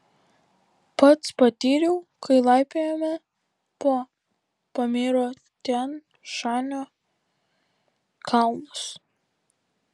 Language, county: Lithuanian, Vilnius